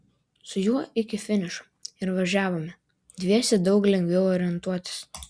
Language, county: Lithuanian, Klaipėda